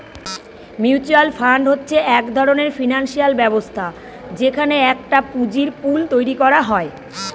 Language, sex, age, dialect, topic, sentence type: Bengali, female, 41-45, Northern/Varendri, banking, statement